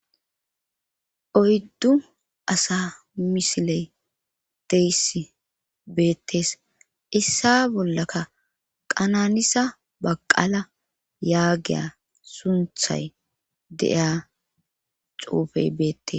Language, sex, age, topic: Gamo, female, 25-35, government